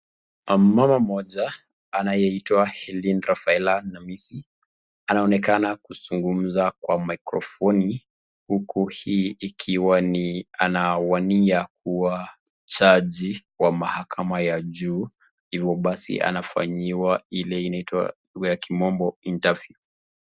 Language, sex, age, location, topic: Swahili, male, 36-49, Nakuru, government